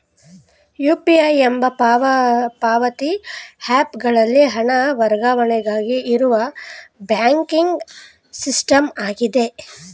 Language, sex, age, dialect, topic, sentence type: Kannada, female, 25-30, Mysore Kannada, banking, statement